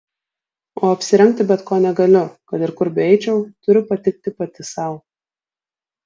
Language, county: Lithuanian, Vilnius